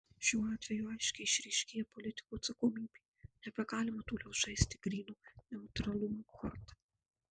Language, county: Lithuanian, Marijampolė